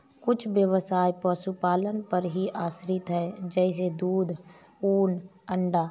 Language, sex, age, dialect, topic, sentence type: Hindi, female, 31-35, Awadhi Bundeli, agriculture, statement